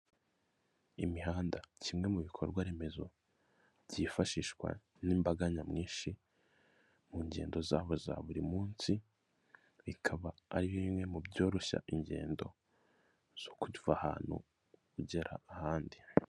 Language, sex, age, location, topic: Kinyarwanda, male, 25-35, Kigali, government